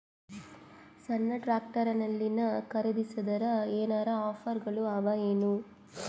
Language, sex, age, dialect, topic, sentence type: Kannada, female, 18-24, Northeastern, agriculture, question